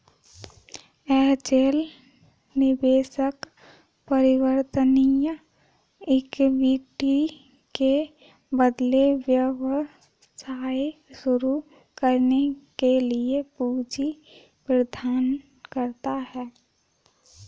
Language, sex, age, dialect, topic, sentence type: Hindi, female, 18-24, Kanauji Braj Bhasha, banking, statement